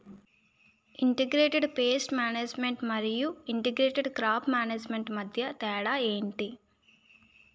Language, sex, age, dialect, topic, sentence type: Telugu, female, 25-30, Utterandhra, agriculture, question